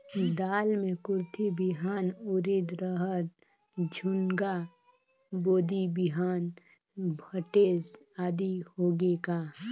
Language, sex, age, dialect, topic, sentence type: Chhattisgarhi, female, 25-30, Northern/Bhandar, agriculture, question